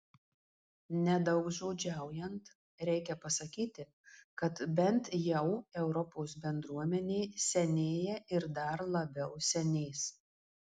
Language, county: Lithuanian, Marijampolė